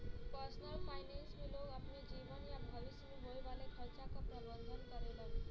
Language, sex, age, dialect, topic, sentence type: Bhojpuri, female, 18-24, Western, banking, statement